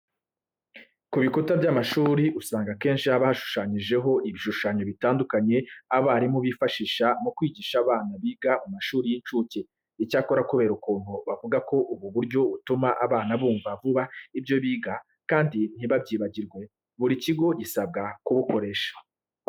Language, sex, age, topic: Kinyarwanda, male, 25-35, education